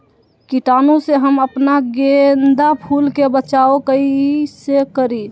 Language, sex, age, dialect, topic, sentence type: Magahi, male, 18-24, Western, agriculture, question